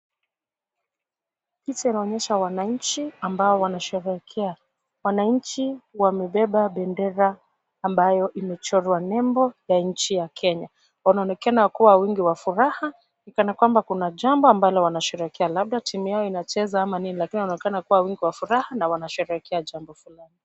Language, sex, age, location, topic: Swahili, female, 36-49, Kisumu, government